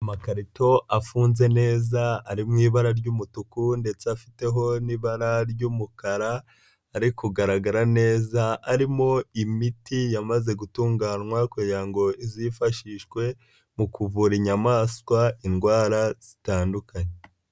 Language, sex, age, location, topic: Kinyarwanda, male, 25-35, Nyagatare, agriculture